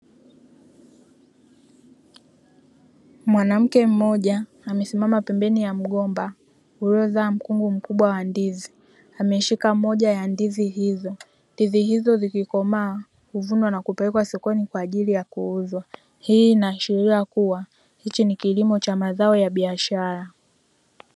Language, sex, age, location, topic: Swahili, female, 18-24, Dar es Salaam, agriculture